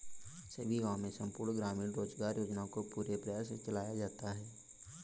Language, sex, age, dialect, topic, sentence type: Hindi, male, 18-24, Kanauji Braj Bhasha, banking, statement